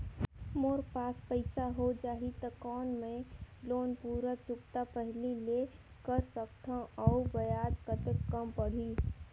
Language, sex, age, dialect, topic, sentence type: Chhattisgarhi, female, 18-24, Northern/Bhandar, banking, question